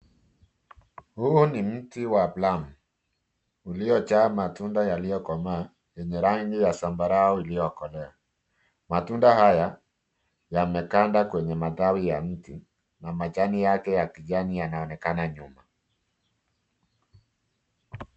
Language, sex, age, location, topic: Swahili, male, 50+, Nairobi, agriculture